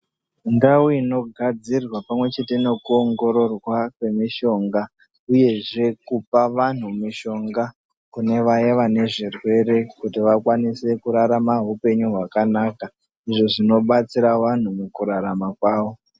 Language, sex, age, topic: Ndau, male, 25-35, health